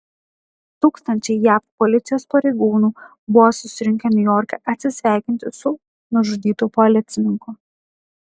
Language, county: Lithuanian, Kaunas